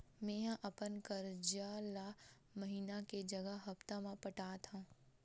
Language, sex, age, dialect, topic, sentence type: Chhattisgarhi, female, 18-24, Western/Budati/Khatahi, banking, statement